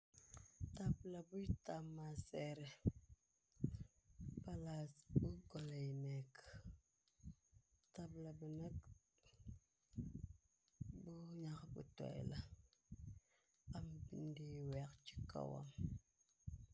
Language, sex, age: Wolof, female, 25-35